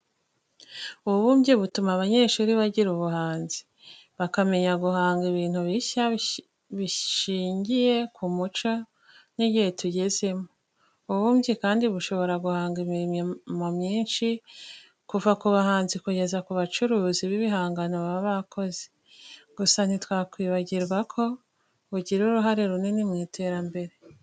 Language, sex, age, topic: Kinyarwanda, female, 25-35, education